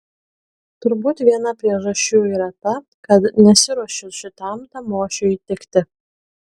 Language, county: Lithuanian, Kaunas